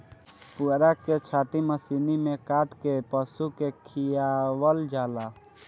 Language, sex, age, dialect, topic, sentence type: Bhojpuri, male, <18, Northern, agriculture, statement